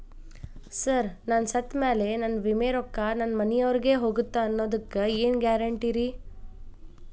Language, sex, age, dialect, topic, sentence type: Kannada, female, 25-30, Dharwad Kannada, banking, question